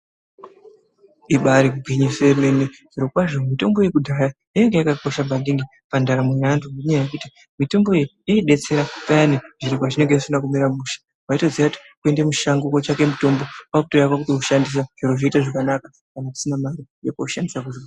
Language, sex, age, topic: Ndau, male, 50+, health